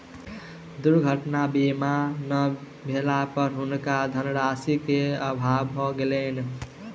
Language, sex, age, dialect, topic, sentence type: Maithili, male, 18-24, Southern/Standard, banking, statement